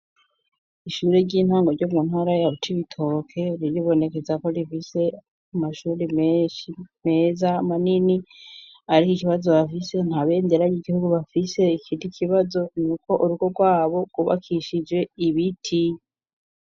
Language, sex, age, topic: Rundi, female, 25-35, education